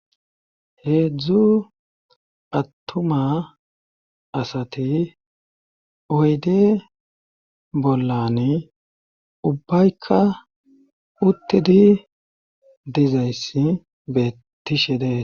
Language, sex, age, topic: Gamo, male, 36-49, government